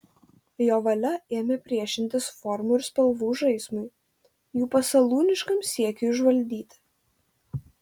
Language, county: Lithuanian, Telšiai